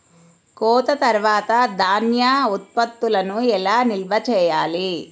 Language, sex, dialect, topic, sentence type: Telugu, female, Central/Coastal, agriculture, statement